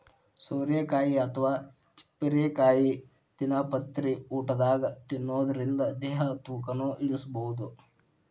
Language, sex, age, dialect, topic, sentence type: Kannada, male, 18-24, Dharwad Kannada, agriculture, statement